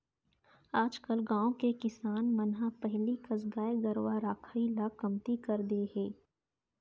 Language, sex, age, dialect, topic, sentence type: Chhattisgarhi, female, 18-24, Central, agriculture, statement